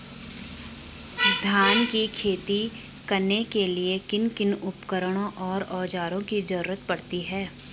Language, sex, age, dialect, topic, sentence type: Hindi, female, 25-30, Garhwali, agriculture, question